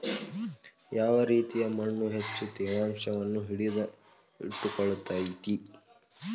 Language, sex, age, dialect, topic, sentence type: Kannada, male, 18-24, Dharwad Kannada, agriculture, statement